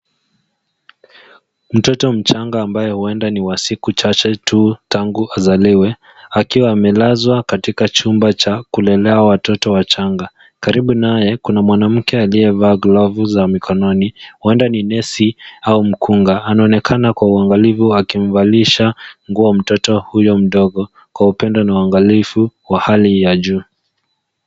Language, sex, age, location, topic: Swahili, male, 18-24, Nairobi, health